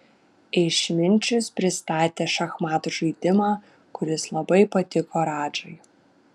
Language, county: Lithuanian, Vilnius